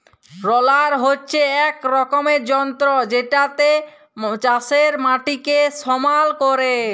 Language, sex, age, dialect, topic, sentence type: Bengali, male, 18-24, Jharkhandi, agriculture, statement